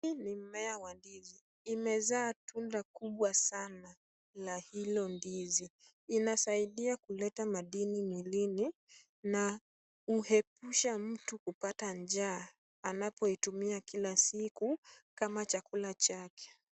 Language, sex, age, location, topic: Swahili, female, 18-24, Kisumu, agriculture